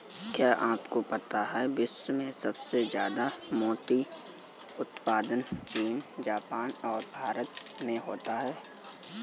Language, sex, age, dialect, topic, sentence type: Hindi, male, 18-24, Marwari Dhudhari, agriculture, statement